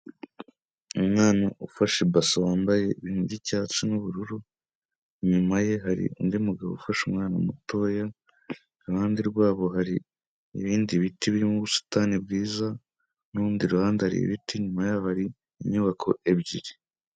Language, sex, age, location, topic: Kinyarwanda, male, 18-24, Kigali, health